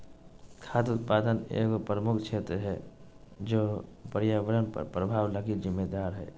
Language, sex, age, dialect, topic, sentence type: Magahi, male, 18-24, Southern, agriculture, statement